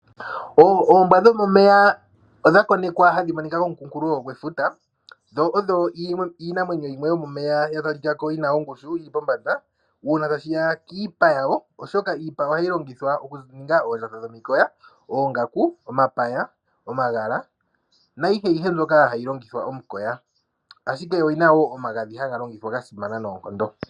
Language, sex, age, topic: Oshiwambo, male, 25-35, agriculture